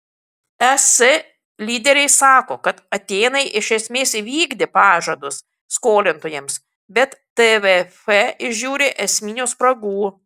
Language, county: Lithuanian, Kaunas